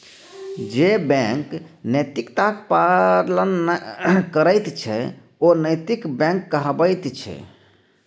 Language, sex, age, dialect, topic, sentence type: Maithili, male, 31-35, Bajjika, banking, statement